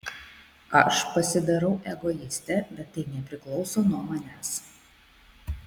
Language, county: Lithuanian, Šiauliai